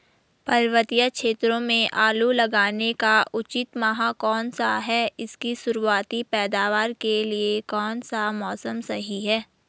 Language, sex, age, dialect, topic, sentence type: Hindi, female, 18-24, Garhwali, agriculture, question